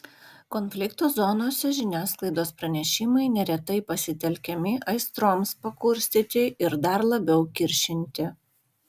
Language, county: Lithuanian, Vilnius